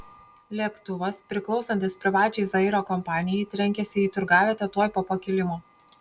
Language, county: Lithuanian, Panevėžys